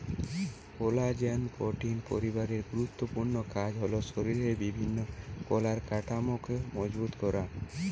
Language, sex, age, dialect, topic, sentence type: Bengali, male, 18-24, Western, agriculture, statement